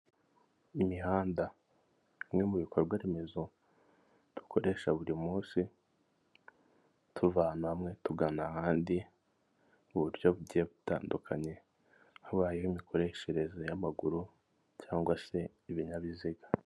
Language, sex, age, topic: Kinyarwanda, male, 25-35, government